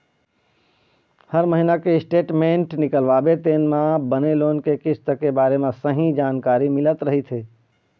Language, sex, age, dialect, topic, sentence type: Chhattisgarhi, male, 25-30, Eastern, banking, statement